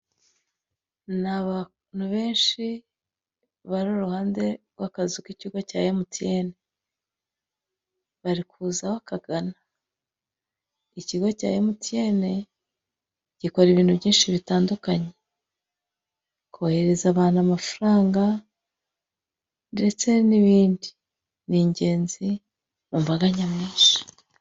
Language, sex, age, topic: Kinyarwanda, female, 25-35, finance